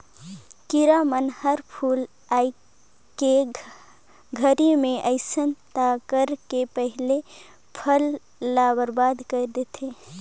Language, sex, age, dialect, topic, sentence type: Chhattisgarhi, female, 31-35, Northern/Bhandar, agriculture, statement